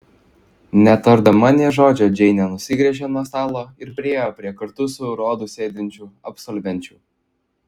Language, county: Lithuanian, Klaipėda